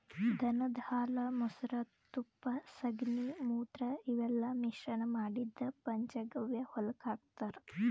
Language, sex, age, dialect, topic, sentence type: Kannada, female, 18-24, Northeastern, agriculture, statement